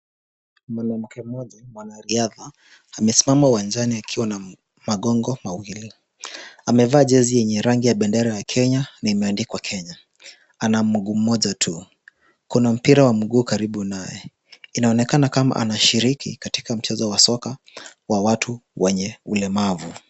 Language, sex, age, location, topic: Swahili, male, 18-24, Kisumu, education